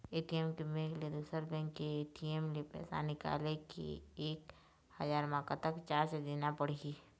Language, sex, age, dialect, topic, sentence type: Chhattisgarhi, female, 46-50, Eastern, banking, question